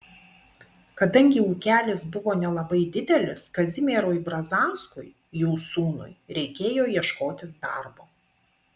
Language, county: Lithuanian, Vilnius